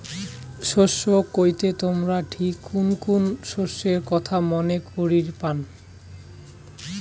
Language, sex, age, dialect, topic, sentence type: Bengali, male, 18-24, Rajbangshi, agriculture, statement